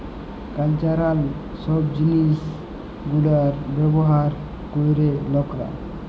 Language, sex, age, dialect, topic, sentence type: Bengali, male, 18-24, Jharkhandi, banking, statement